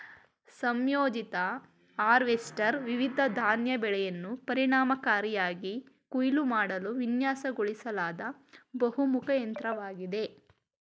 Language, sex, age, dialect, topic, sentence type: Kannada, male, 31-35, Mysore Kannada, agriculture, statement